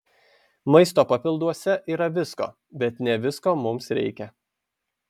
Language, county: Lithuanian, Šiauliai